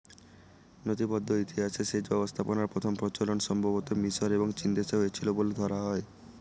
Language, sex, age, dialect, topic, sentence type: Bengali, male, 18-24, Northern/Varendri, agriculture, statement